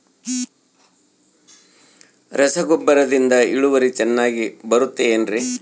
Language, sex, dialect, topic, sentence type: Kannada, male, Central, agriculture, question